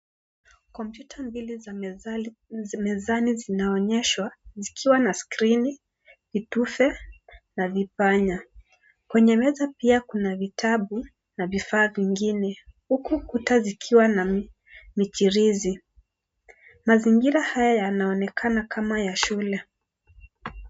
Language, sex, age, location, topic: Swahili, male, 25-35, Kisii, education